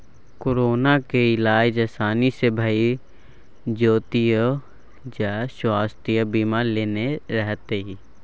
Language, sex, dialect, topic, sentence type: Maithili, male, Bajjika, banking, statement